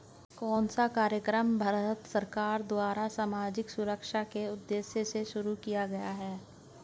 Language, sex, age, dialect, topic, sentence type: Hindi, female, 18-24, Hindustani Malvi Khadi Boli, banking, question